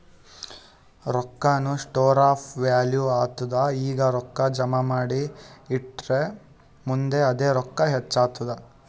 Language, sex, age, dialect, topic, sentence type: Kannada, male, 18-24, Northeastern, banking, statement